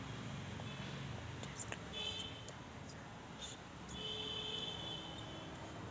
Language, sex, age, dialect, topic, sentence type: Marathi, female, 25-30, Varhadi, banking, question